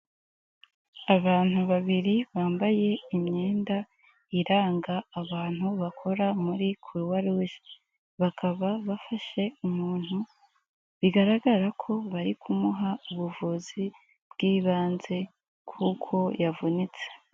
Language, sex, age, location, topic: Kinyarwanda, female, 25-35, Kigali, health